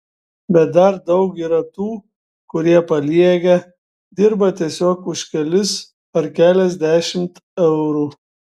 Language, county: Lithuanian, Šiauliai